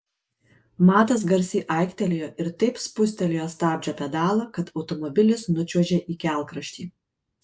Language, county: Lithuanian, Kaunas